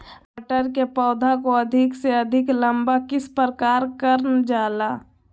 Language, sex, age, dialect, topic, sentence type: Magahi, female, 18-24, Southern, agriculture, question